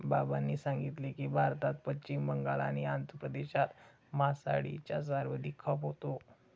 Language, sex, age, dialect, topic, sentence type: Marathi, male, 60-100, Standard Marathi, agriculture, statement